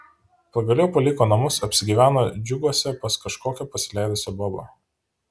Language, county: Lithuanian, Panevėžys